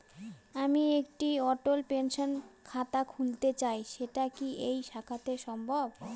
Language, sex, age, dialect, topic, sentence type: Bengali, female, 31-35, Northern/Varendri, banking, question